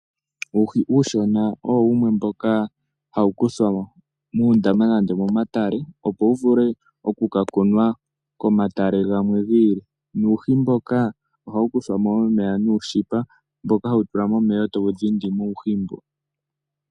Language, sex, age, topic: Oshiwambo, male, 18-24, agriculture